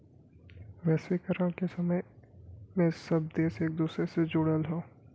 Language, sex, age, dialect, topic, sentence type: Bhojpuri, male, 18-24, Western, banking, statement